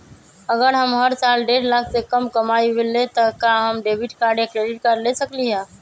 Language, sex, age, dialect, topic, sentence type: Magahi, male, 25-30, Western, banking, question